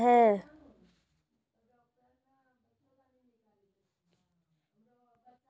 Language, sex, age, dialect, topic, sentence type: Maithili, female, 18-24, Angika, agriculture, question